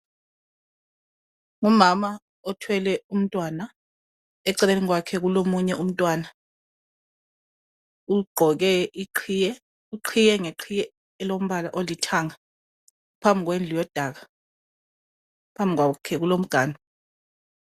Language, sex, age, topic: North Ndebele, female, 25-35, health